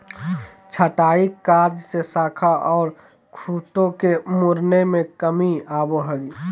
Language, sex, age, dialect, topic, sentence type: Magahi, male, 18-24, Southern, agriculture, statement